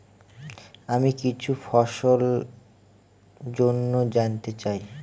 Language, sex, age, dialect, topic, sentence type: Bengali, male, 18-24, Northern/Varendri, agriculture, question